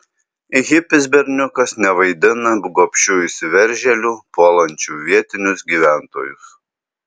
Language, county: Lithuanian, Alytus